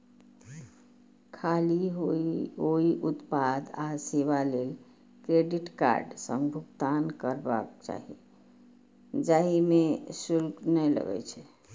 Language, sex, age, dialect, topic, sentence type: Maithili, female, 41-45, Eastern / Thethi, banking, statement